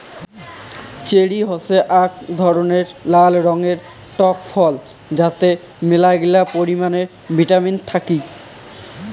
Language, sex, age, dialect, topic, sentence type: Bengali, male, 18-24, Rajbangshi, agriculture, statement